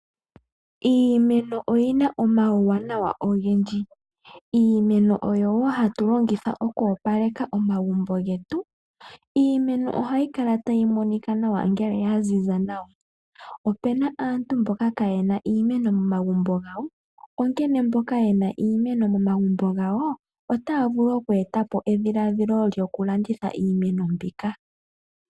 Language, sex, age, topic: Oshiwambo, female, 18-24, agriculture